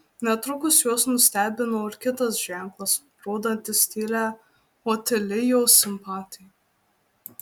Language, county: Lithuanian, Marijampolė